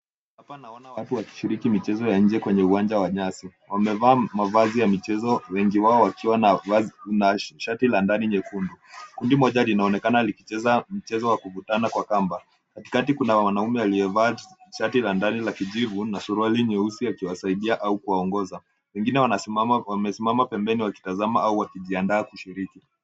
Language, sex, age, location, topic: Swahili, male, 18-24, Nairobi, education